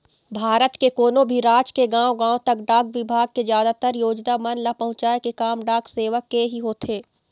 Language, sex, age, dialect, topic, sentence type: Chhattisgarhi, female, 18-24, Eastern, banking, statement